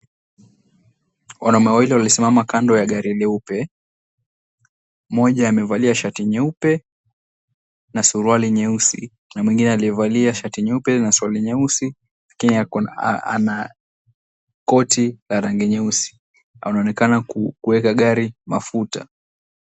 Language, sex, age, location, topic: Swahili, male, 18-24, Mombasa, finance